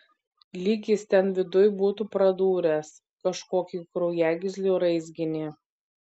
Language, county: Lithuanian, Vilnius